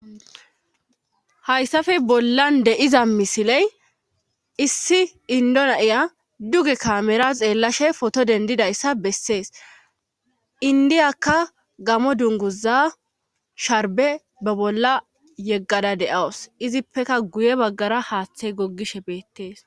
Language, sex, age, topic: Gamo, female, 25-35, government